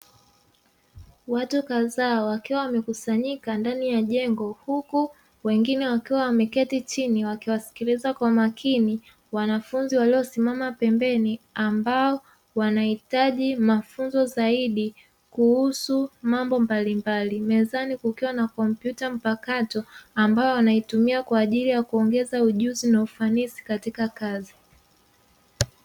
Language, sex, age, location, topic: Swahili, female, 36-49, Dar es Salaam, education